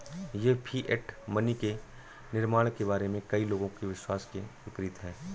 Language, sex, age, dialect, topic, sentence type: Hindi, male, 36-40, Awadhi Bundeli, banking, statement